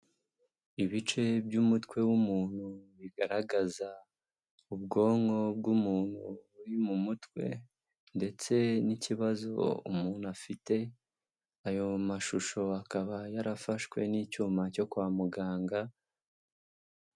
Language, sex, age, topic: Kinyarwanda, male, 18-24, health